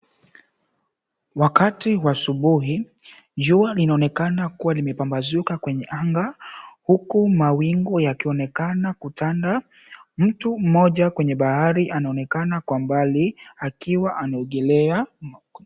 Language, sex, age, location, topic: Swahili, male, 18-24, Mombasa, government